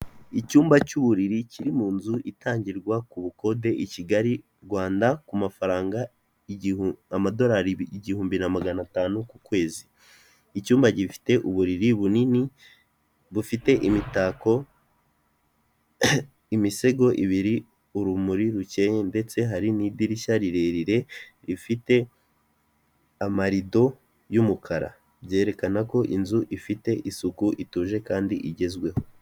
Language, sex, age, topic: Kinyarwanda, male, 18-24, finance